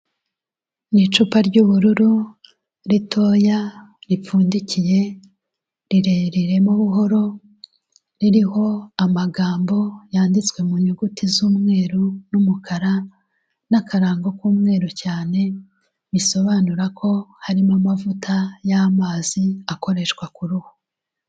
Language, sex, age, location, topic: Kinyarwanda, female, 36-49, Kigali, health